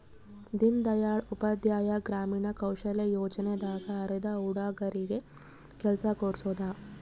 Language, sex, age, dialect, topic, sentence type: Kannada, female, 25-30, Central, banking, statement